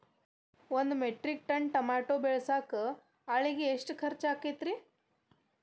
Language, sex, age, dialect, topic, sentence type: Kannada, female, 18-24, Dharwad Kannada, agriculture, question